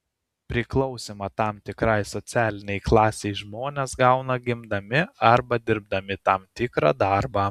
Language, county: Lithuanian, Kaunas